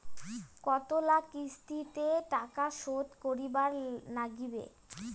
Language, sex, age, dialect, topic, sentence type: Bengali, female, 18-24, Rajbangshi, banking, question